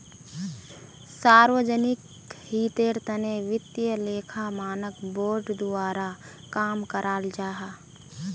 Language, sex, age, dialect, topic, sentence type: Magahi, female, 18-24, Northeastern/Surjapuri, banking, statement